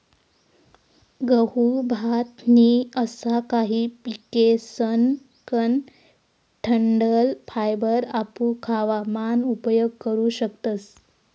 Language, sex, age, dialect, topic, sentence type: Marathi, female, 18-24, Northern Konkan, agriculture, statement